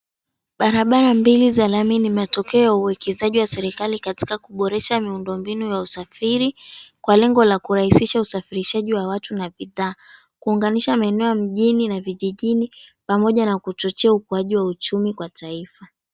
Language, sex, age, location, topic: Swahili, female, 18-24, Mombasa, government